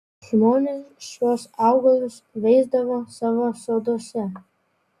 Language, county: Lithuanian, Vilnius